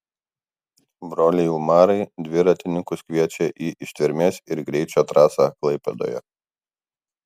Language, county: Lithuanian, Kaunas